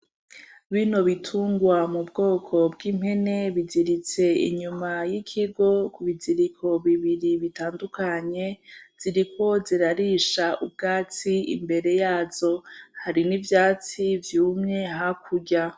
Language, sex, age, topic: Rundi, female, 25-35, agriculture